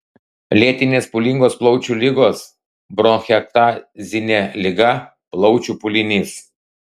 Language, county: Lithuanian, Klaipėda